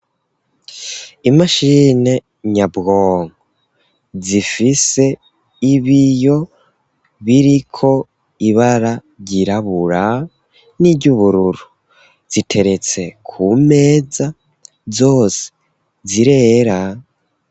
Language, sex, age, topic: Rundi, female, 25-35, education